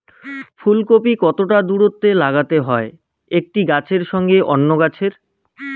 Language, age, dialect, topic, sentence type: Bengali, 25-30, Rajbangshi, agriculture, question